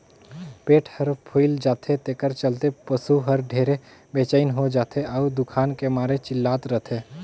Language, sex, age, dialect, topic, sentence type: Chhattisgarhi, male, 18-24, Northern/Bhandar, agriculture, statement